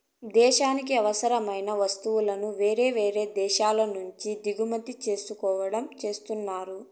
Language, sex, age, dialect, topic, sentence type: Telugu, female, 41-45, Southern, banking, statement